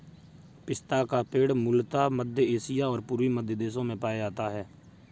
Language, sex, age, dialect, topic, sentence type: Hindi, male, 56-60, Kanauji Braj Bhasha, agriculture, statement